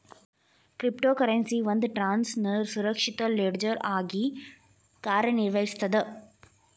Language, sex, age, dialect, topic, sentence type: Kannada, female, 18-24, Dharwad Kannada, banking, statement